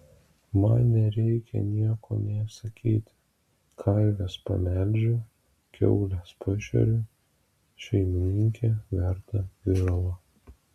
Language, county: Lithuanian, Vilnius